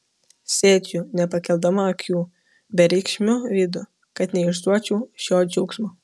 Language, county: Lithuanian, Kaunas